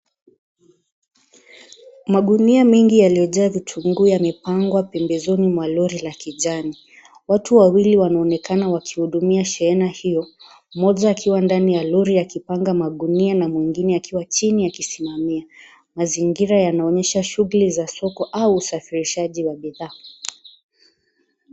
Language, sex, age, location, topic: Swahili, female, 18-24, Kisii, finance